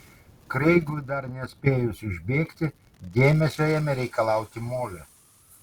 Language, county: Lithuanian, Kaunas